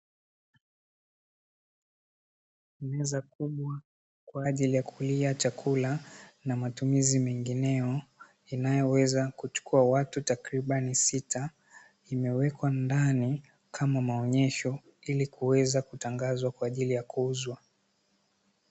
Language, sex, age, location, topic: Swahili, male, 18-24, Dar es Salaam, finance